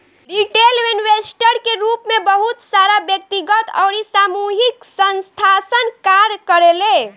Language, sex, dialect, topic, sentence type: Bhojpuri, female, Southern / Standard, banking, statement